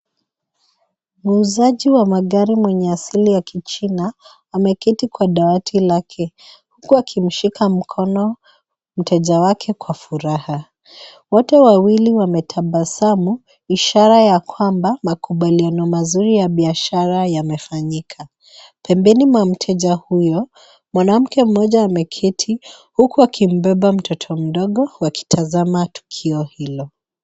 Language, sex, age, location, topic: Swahili, female, 36-49, Nairobi, finance